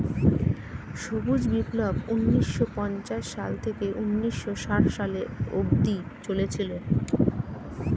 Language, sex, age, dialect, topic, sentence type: Bengali, female, 36-40, Standard Colloquial, agriculture, statement